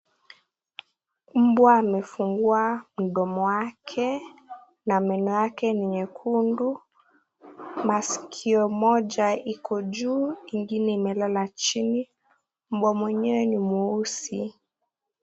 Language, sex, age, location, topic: Swahili, female, 18-24, Kisii, finance